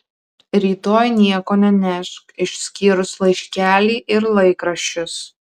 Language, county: Lithuanian, Kaunas